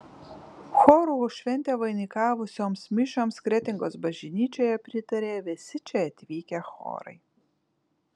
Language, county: Lithuanian, Kaunas